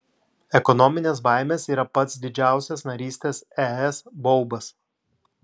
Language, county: Lithuanian, Klaipėda